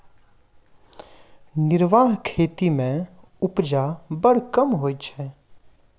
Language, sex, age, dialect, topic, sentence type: Maithili, male, 25-30, Southern/Standard, agriculture, statement